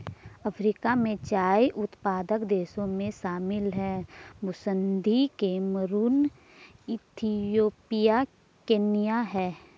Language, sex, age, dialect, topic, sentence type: Hindi, female, 25-30, Garhwali, agriculture, statement